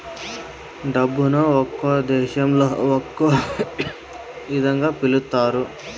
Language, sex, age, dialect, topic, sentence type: Telugu, male, 25-30, Southern, banking, statement